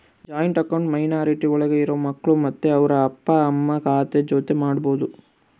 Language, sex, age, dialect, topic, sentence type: Kannada, male, 41-45, Central, banking, statement